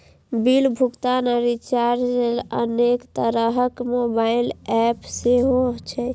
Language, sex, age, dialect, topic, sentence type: Maithili, female, 18-24, Eastern / Thethi, banking, statement